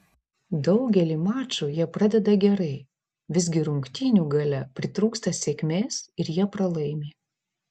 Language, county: Lithuanian, Vilnius